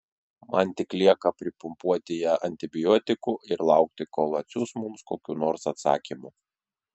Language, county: Lithuanian, Šiauliai